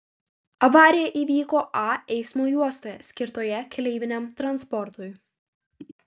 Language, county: Lithuanian, Vilnius